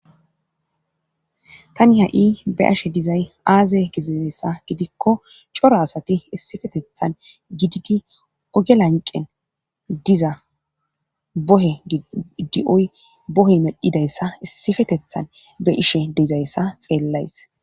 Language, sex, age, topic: Gamo, female, 25-35, government